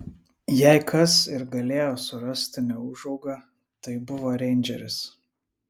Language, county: Lithuanian, Vilnius